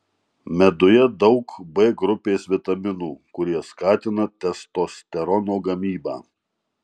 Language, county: Lithuanian, Marijampolė